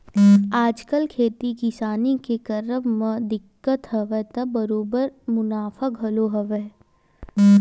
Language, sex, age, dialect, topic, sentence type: Chhattisgarhi, female, 18-24, Western/Budati/Khatahi, agriculture, statement